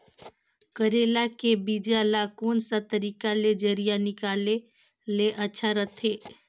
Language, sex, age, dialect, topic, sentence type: Chhattisgarhi, female, 25-30, Northern/Bhandar, agriculture, question